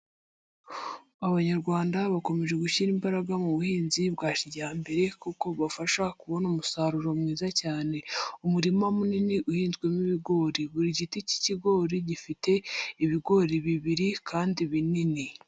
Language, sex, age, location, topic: Kinyarwanda, male, 50+, Nyagatare, agriculture